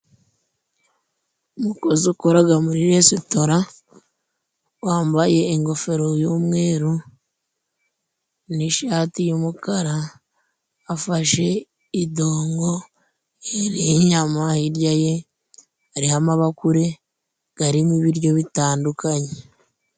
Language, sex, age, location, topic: Kinyarwanda, female, 25-35, Musanze, education